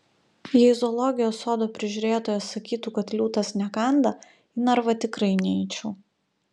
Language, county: Lithuanian, Utena